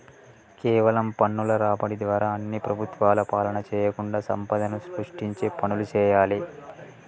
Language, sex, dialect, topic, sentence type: Telugu, male, Telangana, banking, statement